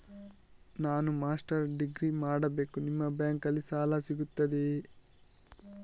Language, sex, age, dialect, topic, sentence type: Kannada, male, 41-45, Coastal/Dakshin, banking, question